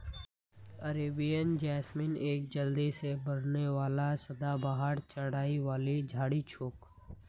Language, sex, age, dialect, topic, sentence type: Magahi, male, 18-24, Northeastern/Surjapuri, agriculture, statement